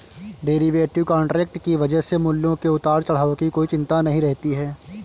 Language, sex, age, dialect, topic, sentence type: Hindi, male, 18-24, Awadhi Bundeli, banking, statement